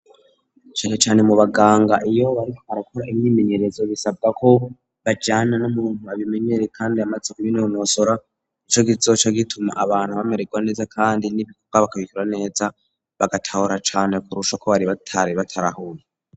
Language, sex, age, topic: Rundi, male, 36-49, education